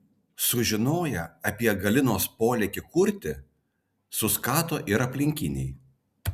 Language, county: Lithuanian, Vilnius